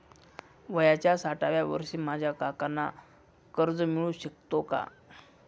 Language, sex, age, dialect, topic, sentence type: Marathi, male, 25-30, Northern Konkan, banking, statement